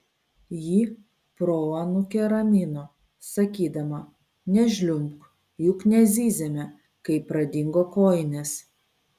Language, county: Lithuanian, Vilnius